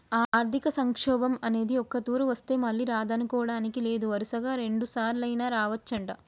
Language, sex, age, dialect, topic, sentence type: Telugu, female, 18-24, Telangana, banking, statement